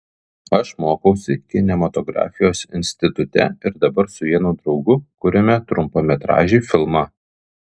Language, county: Lithuanian, Kaunas